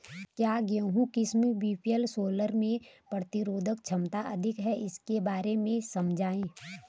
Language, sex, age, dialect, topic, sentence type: Hindi, female, 31-35, Garhwali, agriculture, question